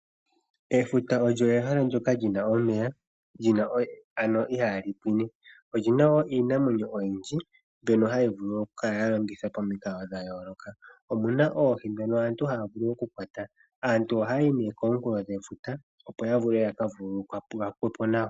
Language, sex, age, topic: Oshiwambo, male, 25-35, agriculture